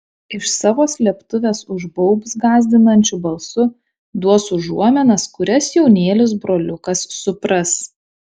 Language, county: Lithuanian, Šiauliai